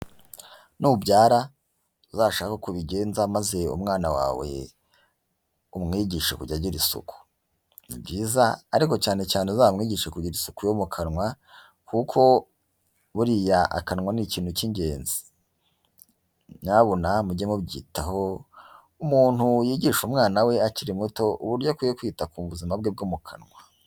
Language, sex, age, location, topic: Kinyarwanda, male, 18-24, Huye, health